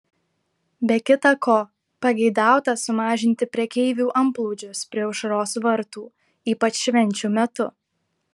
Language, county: Lithuanian, Klaipėda